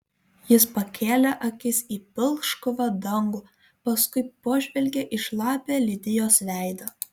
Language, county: Lithuanian, Kaunas